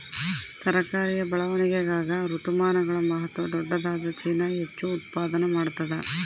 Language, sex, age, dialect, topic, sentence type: Kannada, female, 31-35, Central, agriculture, statement